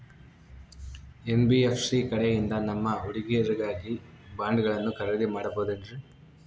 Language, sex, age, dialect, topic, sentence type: Kannada, male, 41-45, Central, banking, question